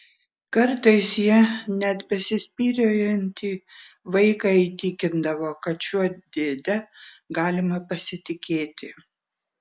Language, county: Lithuanian, Vilnius